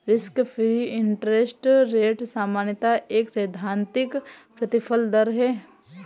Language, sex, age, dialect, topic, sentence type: Hindi, female, 60-100, Awadhi Bundeli, banking, statement